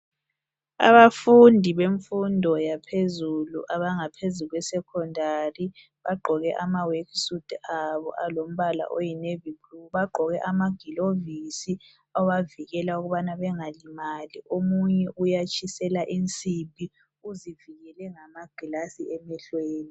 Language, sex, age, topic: North Ndebele, female, 25-35, education